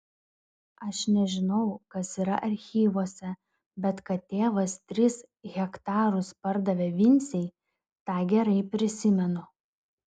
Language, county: Lithuanian, Klaipėda